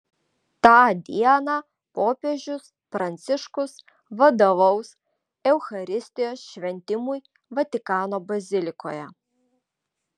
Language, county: Lithuanian, Vilnius